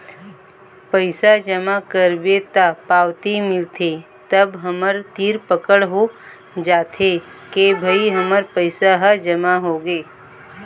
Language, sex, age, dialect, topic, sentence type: Chhattisgarhi, female, 25-30, Eastern, banking, statement